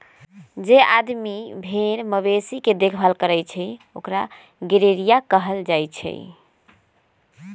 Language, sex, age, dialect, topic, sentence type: Magahi, female, 25-30, Western, agriculture, statement